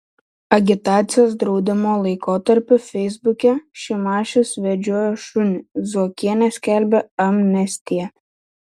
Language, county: Lithuanian, Šiauliai